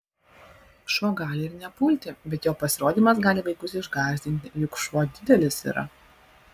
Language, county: Lithuanian, Klaipėda